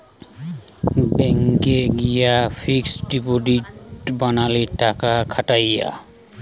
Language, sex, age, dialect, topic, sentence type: Bengali, male, 25-30, Western, banking, statement